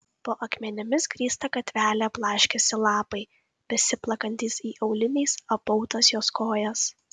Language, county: Lithuanian, Kaunas